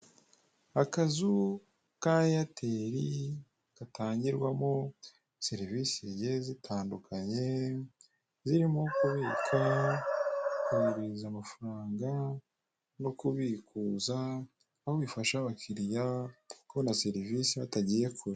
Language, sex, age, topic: Kinyarwanda, male, 18-24, finance